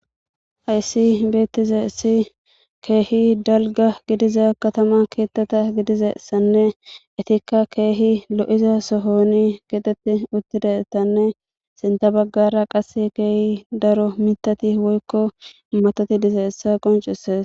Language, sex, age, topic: Gamo, female, 18-24, government